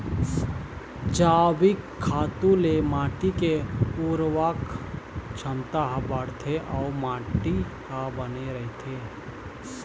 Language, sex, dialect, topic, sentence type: Chhattisgarhi, male, Eastern, agriculture, statement